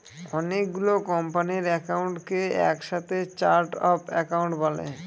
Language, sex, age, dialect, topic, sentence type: Bengali, male, 25-30, Northern/Varendri, banking, statement